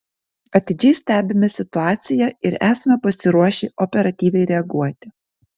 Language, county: Lithuanian, Kaunas